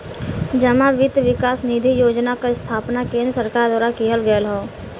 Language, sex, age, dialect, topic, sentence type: Bhojpuri, female, 18-24, Western, banking, statement